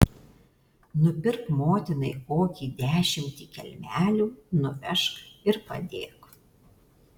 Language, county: Lithuanian, Alytus